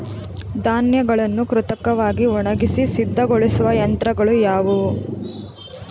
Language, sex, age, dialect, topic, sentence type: Kannada, female, 25-30, Mysore Kannada, agriculture, question